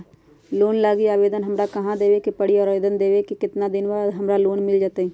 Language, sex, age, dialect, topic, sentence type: Magahi, female, 46-50, Western, banking, question